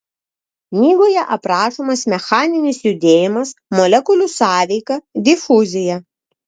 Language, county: Lithuanian, Vilnius